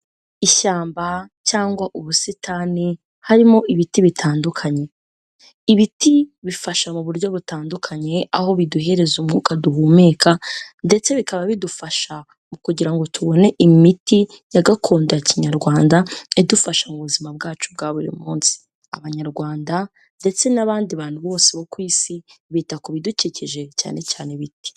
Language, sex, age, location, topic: Kinyarwanda, female, 18-24, Kigali, health